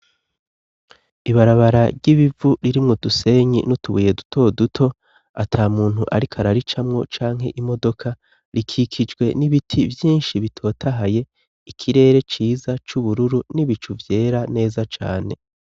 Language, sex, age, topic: Rundi, male, 36-49, education